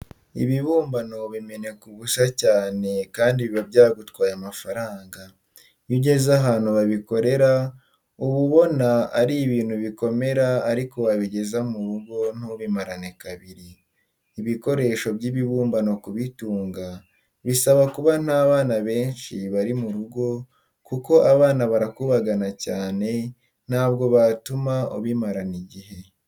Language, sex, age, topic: Kinyarwanda, male, 18-24, education